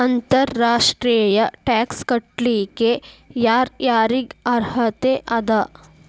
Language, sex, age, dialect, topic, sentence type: Kannada, female, 18-24, Dharwad Kannada, banking, statement